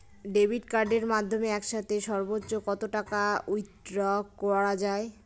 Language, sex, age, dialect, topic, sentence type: Bengali, female, 25-30, Northern/Varendri, banking, question